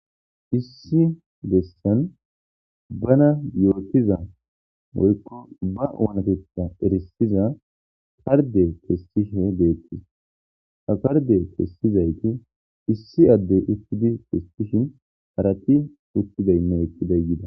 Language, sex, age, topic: Gamo, male, 25-35, government